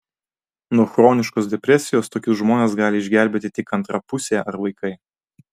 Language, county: Lithuanian, Vilnius